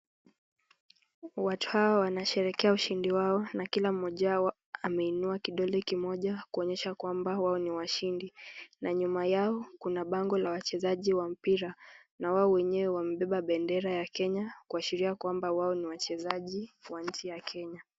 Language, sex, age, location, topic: Swahili, female, 18-24, Nakuru, government